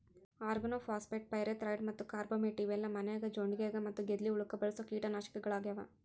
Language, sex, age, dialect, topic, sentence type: Kannada, female, 41-45, Dharwad Kannada, agriculture, statement